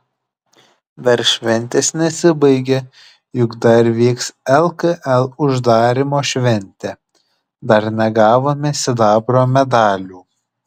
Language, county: Lithuanian, Šiauliai